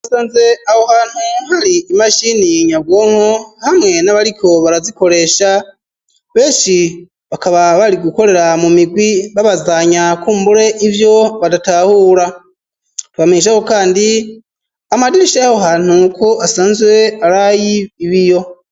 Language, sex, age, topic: Rundi, male, 25-35, education